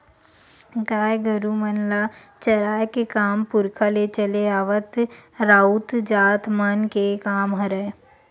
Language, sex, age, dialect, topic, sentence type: Chhattisgarhi, female, 18-24, Western/Budati/Khatahi, agriculture, statement